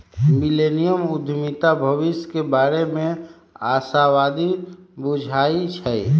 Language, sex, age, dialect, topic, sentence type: Magahi, male, 51-55, Western, banking, statement